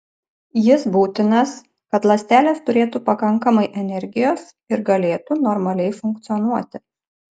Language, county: Lithuanian, Panevėžys